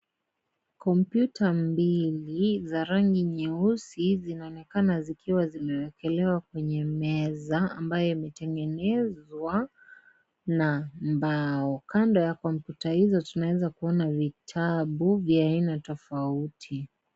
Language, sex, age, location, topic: Swahili, female, 18-24, Kisii, education